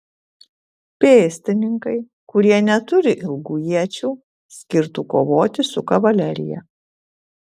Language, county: Lithuanian, Kaunas